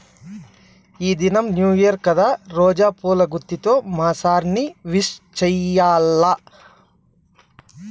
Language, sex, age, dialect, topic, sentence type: Telugu, male, 31-35, Southern, agriculture, statement